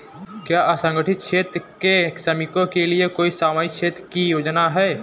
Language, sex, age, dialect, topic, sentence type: Hindi, male, 18-24, Marwari Dhudhari, banking, question